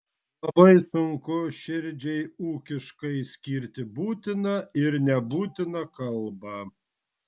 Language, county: Lithuanian, Vilnius